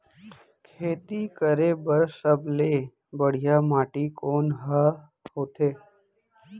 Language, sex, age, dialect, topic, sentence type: Chhattisgarhi, male, 31-35, Central, agriculture, question